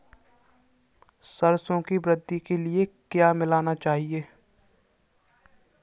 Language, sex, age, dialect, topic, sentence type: Hindi, male, 51-55, Kanauji Braj Bhasha, agriculture, question